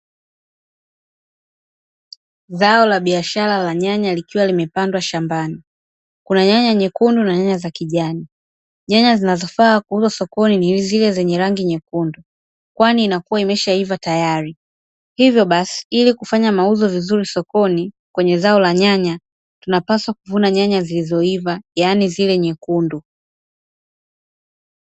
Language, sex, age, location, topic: Swahili, female, 25-35, Dar es Salaam, agriculture